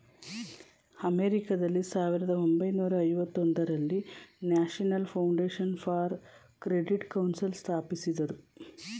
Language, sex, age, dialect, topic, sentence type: Kannada, female, 36-40, Mysore Kannada, banking, statement